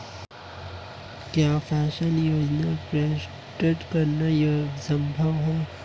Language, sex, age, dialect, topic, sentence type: Hindi, male, 18-24, Marwari Dhudhari, banking, question